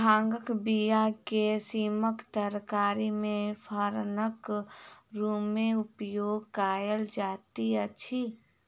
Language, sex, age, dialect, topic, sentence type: Maithili, female, 18-24, Southern/Standard, agriculture, statement